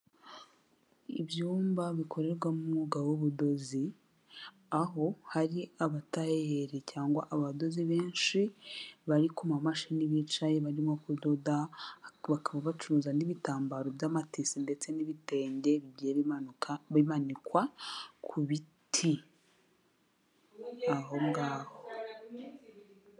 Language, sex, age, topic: Kinyarwanda, female, 18-24, finance